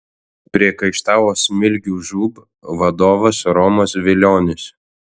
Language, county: Lithuanian, Alytus